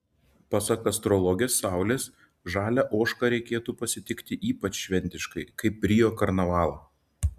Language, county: Lithuanian, Šiauliai